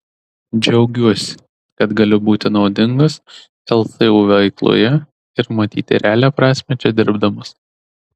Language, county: Lithuanian, Tauragė